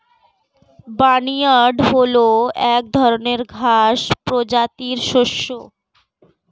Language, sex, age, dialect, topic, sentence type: Bengali, female, 18-24, Standard Colloquial, agriculture, statement